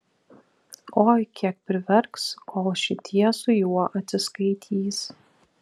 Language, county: Lithuanian, Vilnius